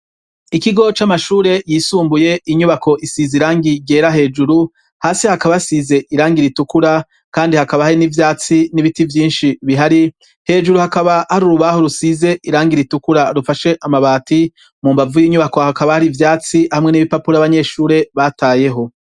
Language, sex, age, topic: Rundi, female, 25-35, education